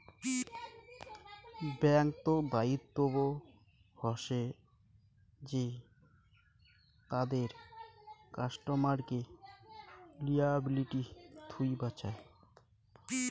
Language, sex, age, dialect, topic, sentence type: Bengali, male, 18-24, Rajbangshi, banking, statement